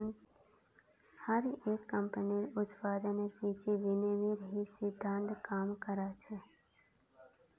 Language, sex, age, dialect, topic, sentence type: Magahi, female, 18-24, Northeastern/Surjapuri, banking, statement